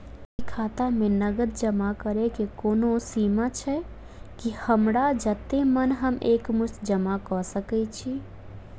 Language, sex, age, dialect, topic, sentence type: Maithili, female, 25-30, Southern/Standard, banking, question